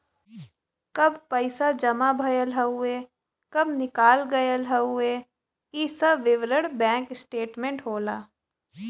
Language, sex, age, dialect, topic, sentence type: Bhojpuri, female, 18-24, Western, banking, statement